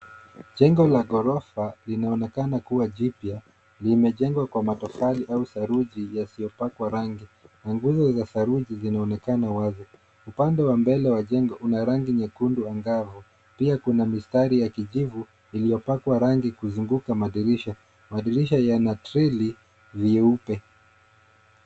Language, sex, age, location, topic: Swahili, male, 25-35, Nairobi, finance